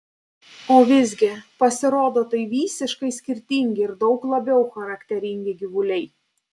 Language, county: Lithuanian, Panevėžys